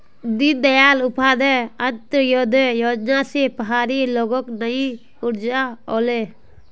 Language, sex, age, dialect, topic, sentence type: Magahi, female, 18-24, Northeastern/Surjapuri, banking, statement